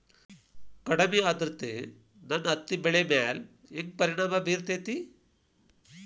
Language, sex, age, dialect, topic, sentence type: Kannada, male, 51-55, Dharwad Kannada, agriculture, question